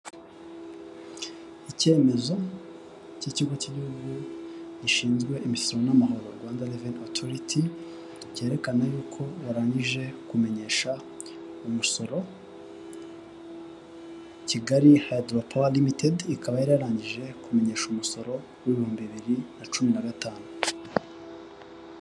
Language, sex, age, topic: Kinyarwanda, male, 18-24, finance